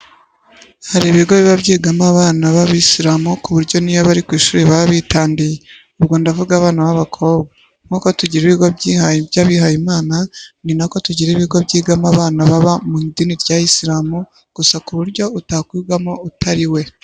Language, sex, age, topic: Kinyarwanda, female, 25-35, education